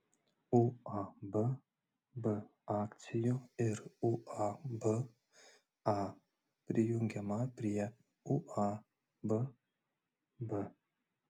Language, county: Lithuanian, Klaipėda